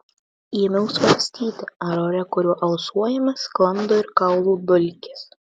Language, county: Lithuanian, Vilnius